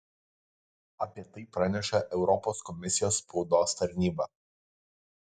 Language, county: Lithuanian, Kaunas